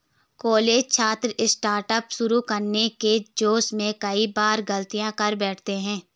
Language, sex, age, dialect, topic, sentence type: Hindi, female, 56-60, Garhwali, banking, statement